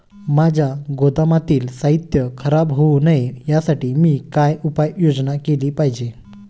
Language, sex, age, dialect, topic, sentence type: Marathi, male, 25-30, Standard Marathi, agriculture, question